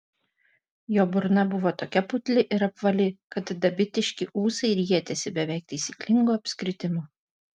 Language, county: Lithuanian, Vilnius